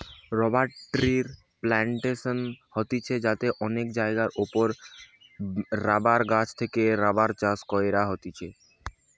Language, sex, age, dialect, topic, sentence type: Bengali, male, 18-24, Western, agriculture, statement